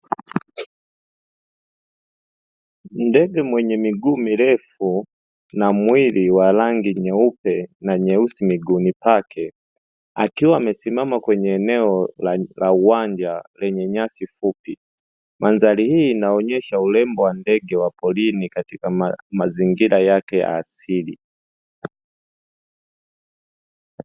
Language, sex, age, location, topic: Swahili, male, 25-35, Dar es Salaam, agriculture